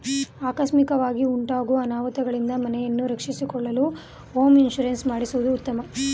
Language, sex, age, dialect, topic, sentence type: Kannada, female, 18-24, Mysore Kannada, banking, statement